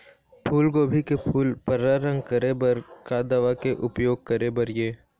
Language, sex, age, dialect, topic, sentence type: Chhattisgarhi, male, 18-24, Eastern, agriculture, question